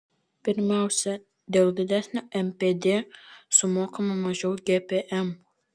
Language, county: Lithuanian, Vilnius